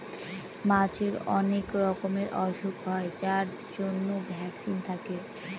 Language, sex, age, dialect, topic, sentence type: Bengali, female, 18-24, Northern/Varendri, agriculture, statement